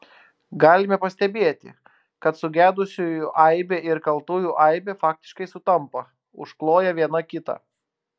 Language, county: Lithuanian, Klaipėda